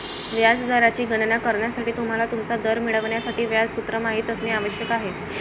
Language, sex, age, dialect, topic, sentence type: Marathi, female, <18, Varhadi, banking, statement